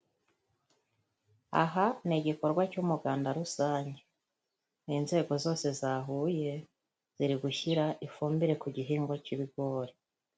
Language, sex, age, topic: Kinyarwanda, female, 36-49, agriculture